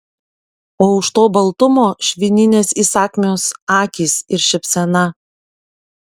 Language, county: Lithuanian, Panevėžys